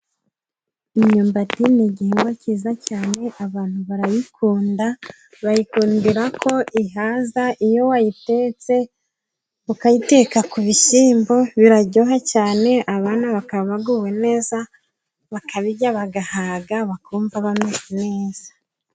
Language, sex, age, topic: Kinyarwanda, female, 25-35, agriculture